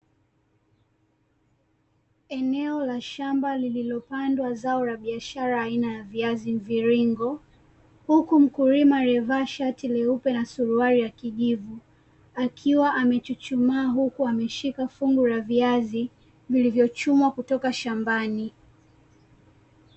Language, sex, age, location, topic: Swahili, female, 18-24, Dar es Salaam, agriculture